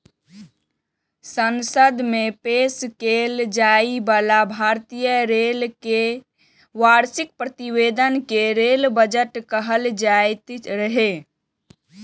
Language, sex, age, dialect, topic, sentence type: Maithili, female, 18-24, Eastern / Thethi, banking, statement